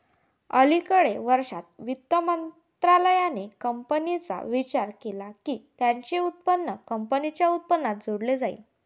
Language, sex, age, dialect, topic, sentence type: Marathi, female, 18-24, Varhadi, banking, statement